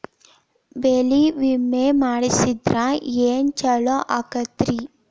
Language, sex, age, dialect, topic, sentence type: Kannada, female, 18-24, Dharwad Kannada, agriculture, question